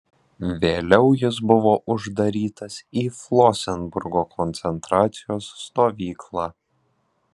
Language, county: Lithuanian, Alytus